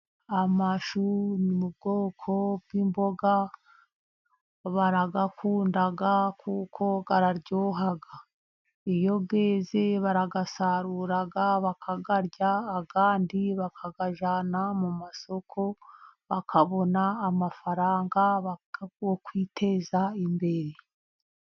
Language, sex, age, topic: Kinyarwanda, female, 50+, agriculture